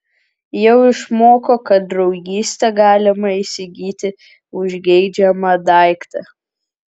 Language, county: Lithuanian, Kaunas